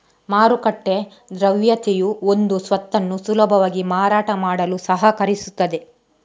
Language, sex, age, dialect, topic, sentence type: Kannada, female, 31-35, Coastal/Dakshin, banking, statement